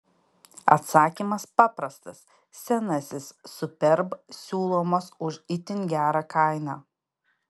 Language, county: Lithuanian, Panevėžys